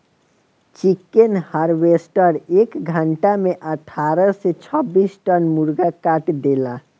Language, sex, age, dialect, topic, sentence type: Bhojpuri, male, 18-24, Southern / Standard, agriculture, statement